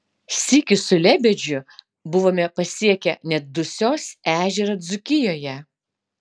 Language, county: Lithuanian, Utena